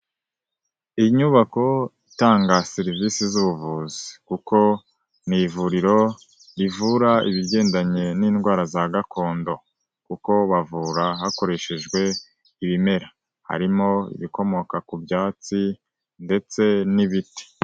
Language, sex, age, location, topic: Kinyarwanda, male, 18-24, Nyagatare, health